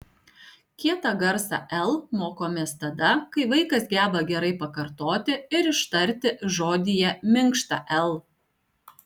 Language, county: Lithuanian, Alytus